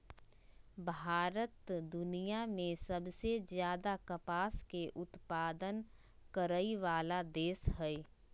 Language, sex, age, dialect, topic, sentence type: Magahi, female, 25-30, Southern, agriculture, statement